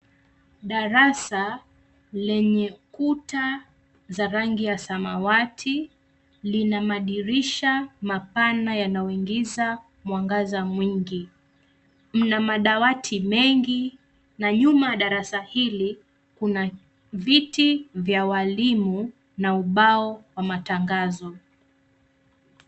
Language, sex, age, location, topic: Swahili, female, 25-35, Nairobi, education